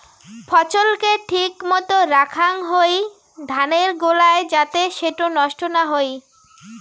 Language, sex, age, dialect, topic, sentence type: Bengali, female, 18-24, Rajbangshi, agriculture, statement